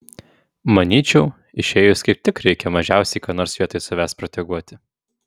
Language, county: Lithuanian, Vilnius